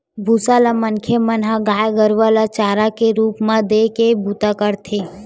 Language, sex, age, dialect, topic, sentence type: Chhattisgarhi, female, 18-24, Western/Budati/Khatahi, agriculture, statement